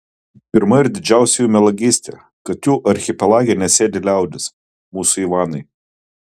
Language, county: Lithuanian, Kaunas